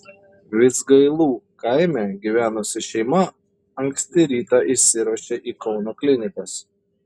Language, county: Lithuanian, Šiauliai